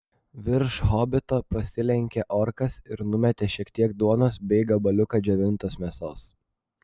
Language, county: Lithuanian, Vilnius